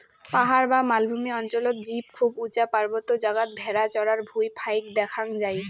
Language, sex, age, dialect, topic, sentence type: Bengali, female, 18-24, Rajbangshi, agriculture, statement